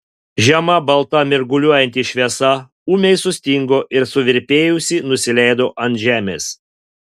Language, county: Lithuanian, Panevėžys